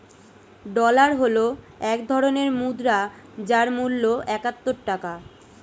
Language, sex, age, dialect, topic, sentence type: Bengali, female, 18-24, Standard Colloquial, banking, statement